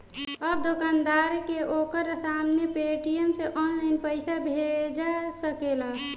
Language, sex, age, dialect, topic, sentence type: Bhojpuri, female, 25-30, Southern / Standard, banking, statement